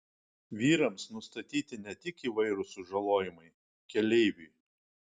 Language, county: Lithuanian, Kaunas